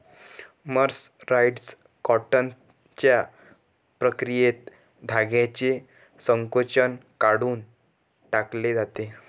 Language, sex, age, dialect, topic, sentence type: Marathi, male, 18-24, Northern Konkan, agriculture, statement